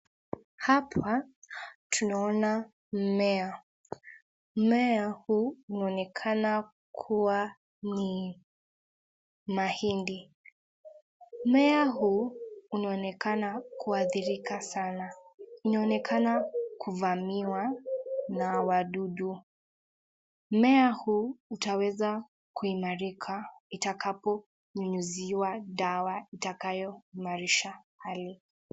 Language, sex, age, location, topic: Swahili, female, 36-49, Nakuru, agriculture